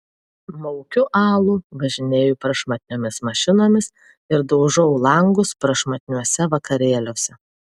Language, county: Lithuanian, Vilnius